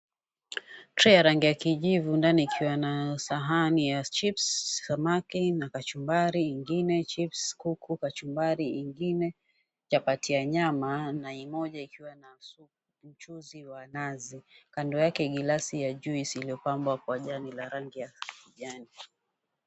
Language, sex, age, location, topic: Swahili, female, 36-49, Mombasa, agriculture